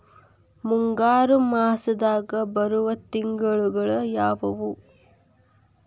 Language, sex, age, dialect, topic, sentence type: Kannada, female, 18-24, Dharwad Kannada, agriculture, question